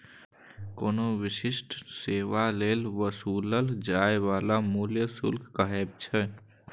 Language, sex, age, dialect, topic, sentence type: Maithili, male, 18-24, Eastern / Thethi, banking, statement